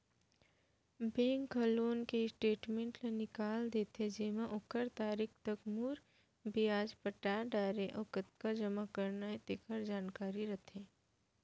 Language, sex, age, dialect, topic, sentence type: Chhattisgarhi, female, 18-24, Central, banking, statement